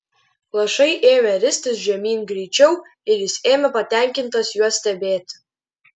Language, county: Lithuanian, Klaipėda